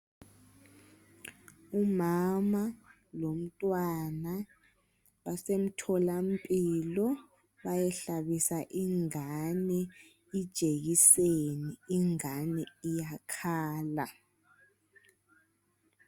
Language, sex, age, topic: North Ndebele, female, 25-35, health